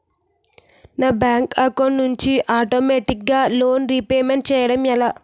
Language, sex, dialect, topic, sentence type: Telugu, female, Utterandhra, banking, question